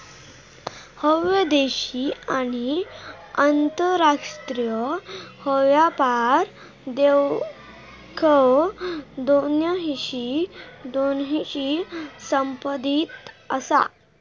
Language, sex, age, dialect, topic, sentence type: Marathi, female, 18-24, Southern Konkan, banking, statement